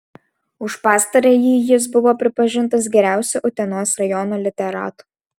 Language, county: Lithuanian, Alytus